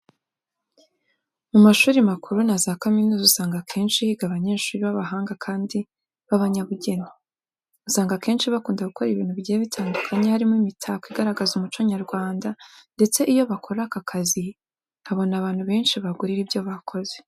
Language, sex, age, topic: Kinyarwanda, female, 18-24, education